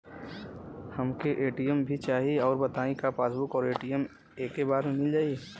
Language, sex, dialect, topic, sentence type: Bhojpuri, male, Western, banking, question